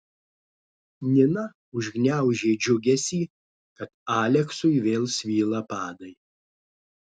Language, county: Lithuanian, Klaipėda